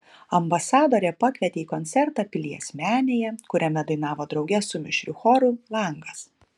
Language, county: Lithuanian, Kaunas